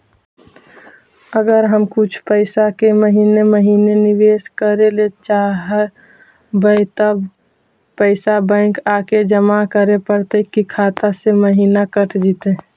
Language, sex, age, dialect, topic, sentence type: Magahi, female, 18-24, Central/Standard, banking, question